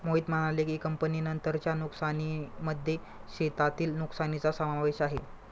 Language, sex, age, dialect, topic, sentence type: Marathi, male, 25-30, Standard Marathi, agriculture, statement